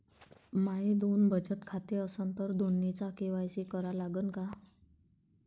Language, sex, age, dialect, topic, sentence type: Marathi, male, 31-35, Varhadi, banking, question